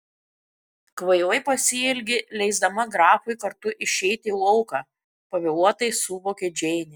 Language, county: Lithuanian, Kaunas